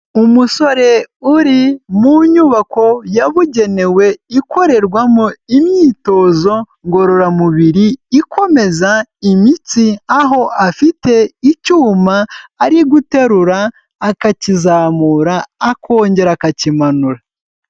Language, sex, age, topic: Kinyarwanda, male, 18-24, health